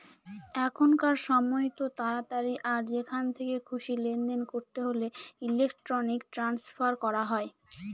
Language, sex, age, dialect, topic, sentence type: Bengali, female, 18-24, Northern/Varendri, banking, statement